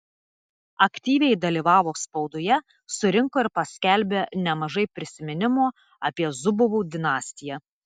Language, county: Lithuanian, Telšiai